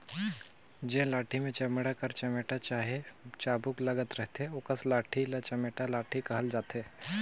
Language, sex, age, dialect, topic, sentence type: Chhattisgarhi, male, 18-24, Northern/Bhandar, agriculture, statement